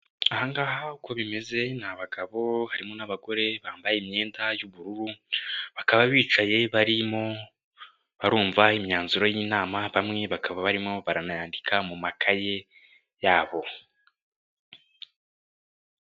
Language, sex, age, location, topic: Kinyarwanda, male, 18-24, Kigali, government